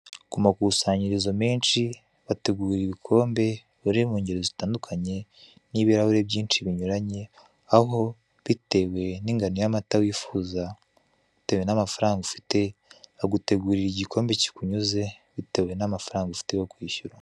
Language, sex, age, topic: Kinyarwanda, male, 18-24, finance